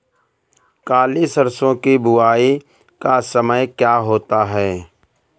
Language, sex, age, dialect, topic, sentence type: Hindi, male, 18-24, Awadhi Bundeli, agriculture, question